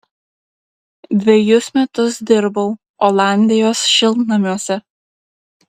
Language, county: Lithuanian, Klaipėda